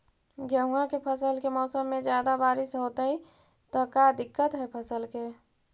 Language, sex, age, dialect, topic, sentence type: Magahi, female, 51-55, Central/Standard, agriculture, question